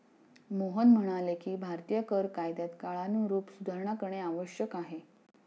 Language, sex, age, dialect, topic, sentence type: Marathi, female, 41-45, Standard Marathi, banking, statement